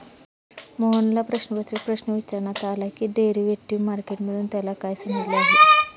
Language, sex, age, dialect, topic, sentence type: Marathi, female, 31-35, Standard Marathi, banking, statement